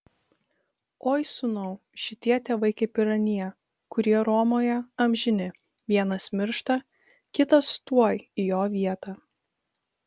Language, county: Lithuanian, Vilnius